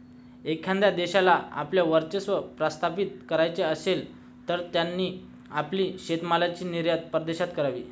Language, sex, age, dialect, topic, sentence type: Marathi, male, 25-30, Standard Marathi, agriculture, statement